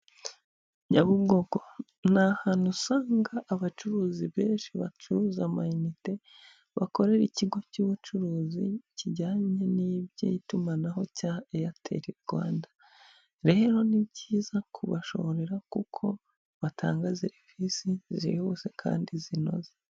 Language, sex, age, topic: Kinyarwanda, male, 25-35, finance